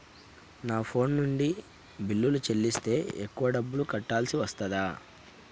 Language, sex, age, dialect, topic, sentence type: Telugu, male, 31-35, Telangana, banking, question